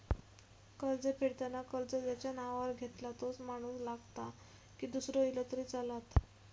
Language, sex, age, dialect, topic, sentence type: Marathi, female, 18-24, Southern Konkan, banking, question